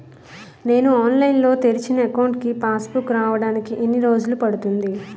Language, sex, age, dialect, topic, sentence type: Telugu, female, 31-35, Utterandhra, banking, question